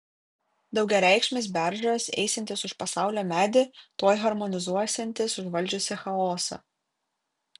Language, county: Lithuanian, Kaunas